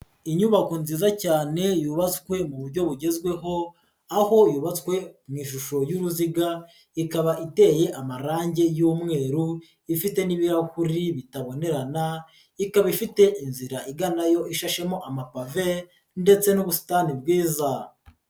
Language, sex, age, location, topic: Kinyarwanda, female, 36-49, Nyagatare, government